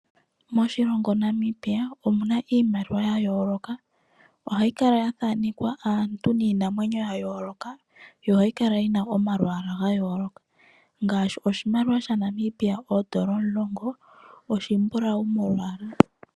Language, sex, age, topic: Oshiwambo, female, 25-35, finance